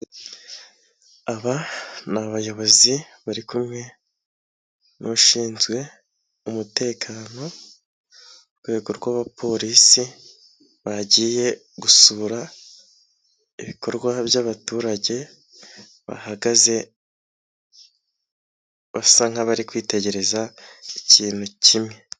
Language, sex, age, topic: Kinyarwanda, male, 25-35, government